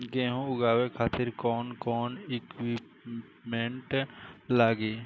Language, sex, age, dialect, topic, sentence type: Bhojpuri, female, 18-24, Southern / Standard, agriculture, question